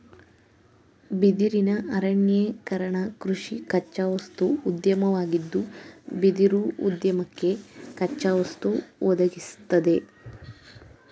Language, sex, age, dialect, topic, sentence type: Kannada, female, 18-24, Mysore Kannada, agriculture, statement